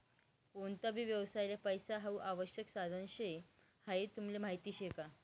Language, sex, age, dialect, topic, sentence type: Marathi, female, 18-24, Northern Konkan, banking, statement